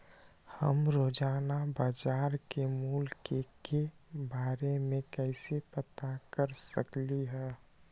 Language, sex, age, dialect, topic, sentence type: Magahi, male, 25-30, Western, agriculture, question